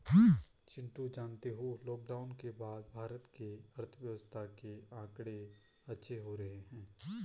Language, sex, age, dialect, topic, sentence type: Hindi, male, 25-30, Garhwali, banking, statement